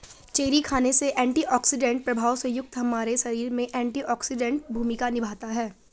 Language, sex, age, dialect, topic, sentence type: Hindi, female, 51-55, Garhwali, agriculture, statement